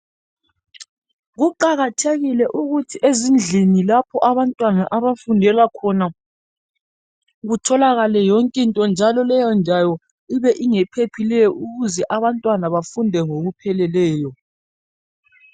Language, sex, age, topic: North Ndebele, female, 36-49, education